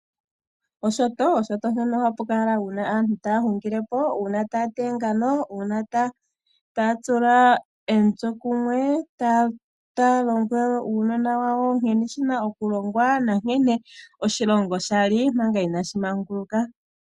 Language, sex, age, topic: Oshiwambo, female, 25-35, agriculture